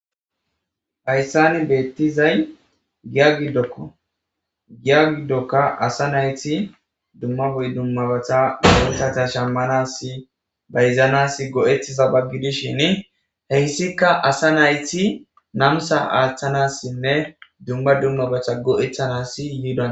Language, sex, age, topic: Gamo, male, 18-24, government